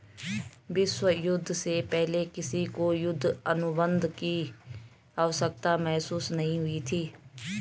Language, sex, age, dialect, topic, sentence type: Hindi, female, 36-40, Garhwali, banking, statement